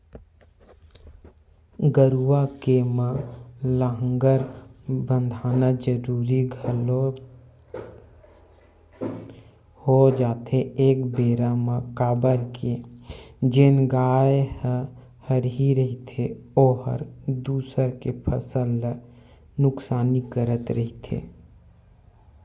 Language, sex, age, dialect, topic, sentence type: Chhattisgarhi, male, 25-30, Western/Budati/Khatahi, agriculture, statement